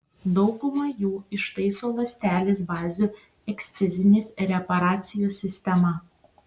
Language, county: Lithuanian, Tauragė